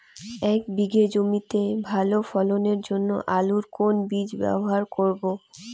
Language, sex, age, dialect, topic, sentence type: Bengali, female, 18-24, Rajbangshi, agriculture, question